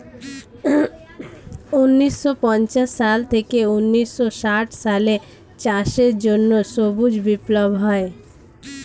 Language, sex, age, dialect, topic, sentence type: Bengali, female, 25-30, Standard Colloquial, agriculture, statement